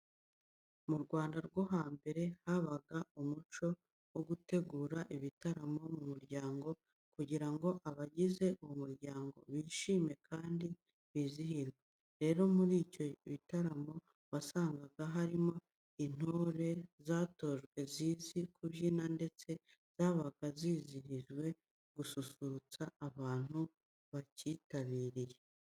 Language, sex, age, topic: Kinyarwanda, female, 25-35, education